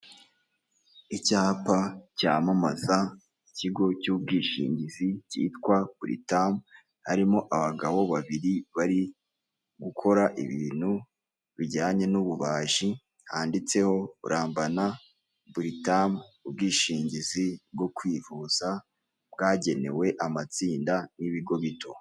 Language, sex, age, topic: Kinyarwanda, male, 25-35, finance